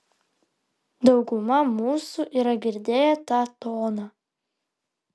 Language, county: Lithuanian, Vilnius